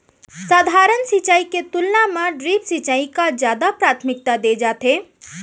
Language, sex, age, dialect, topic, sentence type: Chhattisgarhi, female, 25-30, Central, agriculture, statement